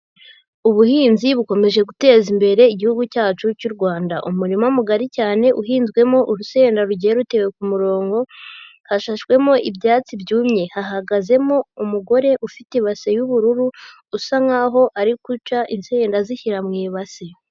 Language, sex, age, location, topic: Kinyarwanda, female, 18-24, Huye, agriculture